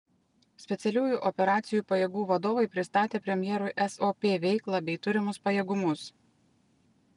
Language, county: Lithuanian, Panevėžys